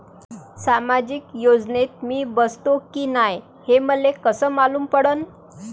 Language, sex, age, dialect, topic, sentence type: Marathi, female, 25-30, Varhadi, banking, question